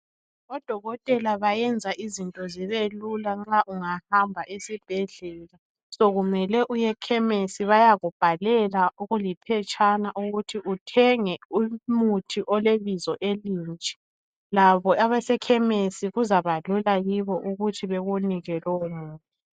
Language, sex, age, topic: North Ndebele, female, 25-35, health